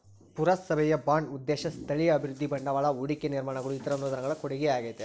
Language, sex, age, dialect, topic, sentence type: Kannada, male, 41-45, Central, banking, statement